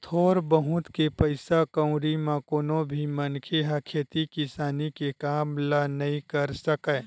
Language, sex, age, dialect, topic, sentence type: Chhattisgarhi, male, 31-35, Western/Budati/Khatahi, agriculture, statement